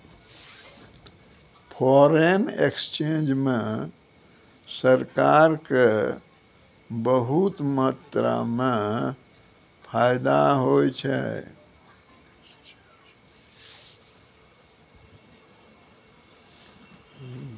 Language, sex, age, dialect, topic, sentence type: Maithili, male, 60-100, Angika, banking, statement